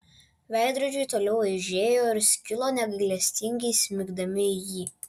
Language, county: Lithuanian, Vilnius